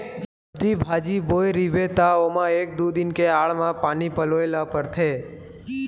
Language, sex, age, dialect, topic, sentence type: Chhattisgarhi, male, 18-24, Western/Budati/Khatahi, agriculture, statement